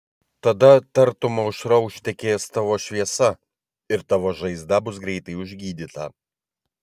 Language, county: Lithuanian, Vilnius